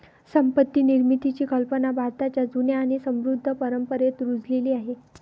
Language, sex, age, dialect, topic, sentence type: Marathi, female, 31-35, Varhadi, banking, statement